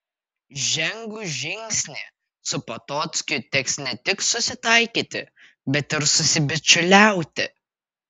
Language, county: Lithuanian, Vilnius